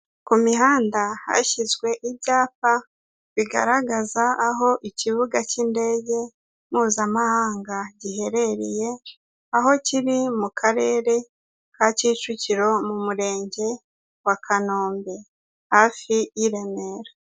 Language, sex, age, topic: Kinyarwanda, female, 18-24, government